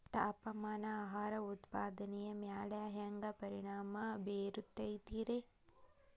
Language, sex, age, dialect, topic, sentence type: Kannada, female, 31-35, Dharwad Kannada, agriculture, question